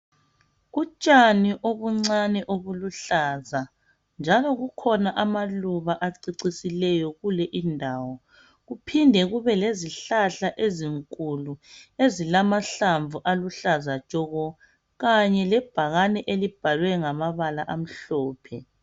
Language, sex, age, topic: North Ndebele, female, 50+, health